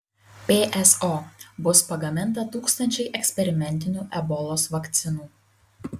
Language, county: Lithuanian, Kaunas